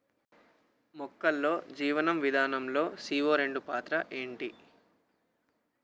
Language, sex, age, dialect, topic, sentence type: Telugu, male, 18-24, Telangana, agriculture, question